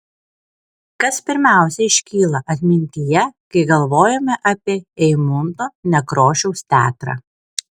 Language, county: Lithuanian, Kaunas